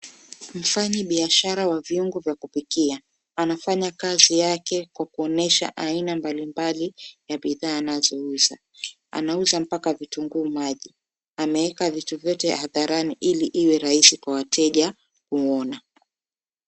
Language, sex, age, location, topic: Swahili, female, 25-35, Mombasa, agriculture